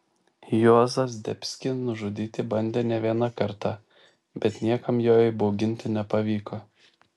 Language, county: Lithuanian, Šiauliai